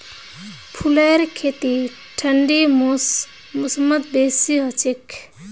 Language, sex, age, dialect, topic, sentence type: Magahi, female, 18-24, Northeastern/Surjapuri, agriculture, statement